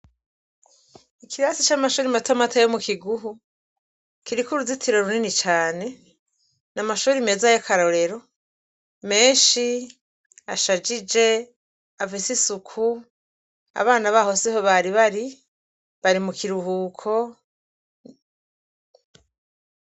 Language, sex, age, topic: Rundi, female, 36-49, education